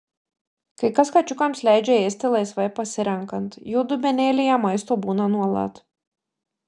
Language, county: Lithuanian, Marijampolė